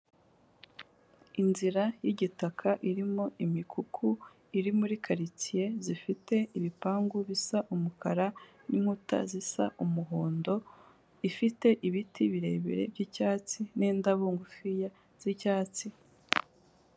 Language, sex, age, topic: Kinyarwanda, female, 18-24, government